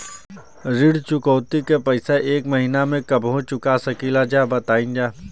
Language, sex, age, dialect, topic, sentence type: Bhojpuri, male, 25-30, Western, banking, question